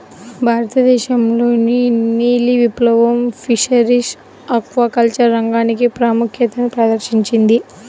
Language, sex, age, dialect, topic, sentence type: Telugu, female, 18-24, Central/Coastal, agriculture, statement